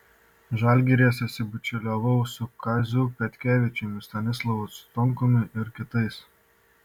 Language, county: Lithuanian, Šiauliai